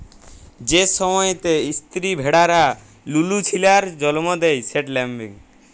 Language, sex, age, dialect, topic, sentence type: Bengali, female, 18-24, Jharkhandi, agriculture, statement